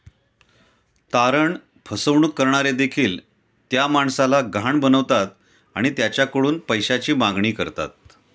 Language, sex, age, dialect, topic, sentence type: Marathi, male, 51-55, Standard Marathi, banking, statement